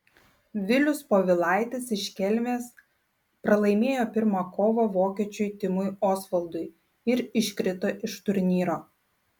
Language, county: Lithuanian, Klaipėda